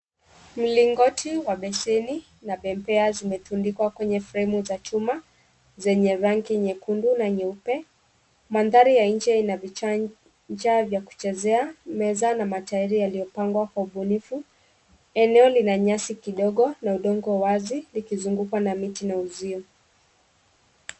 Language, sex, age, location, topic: Swahili, female, 25-35, Kisumu, education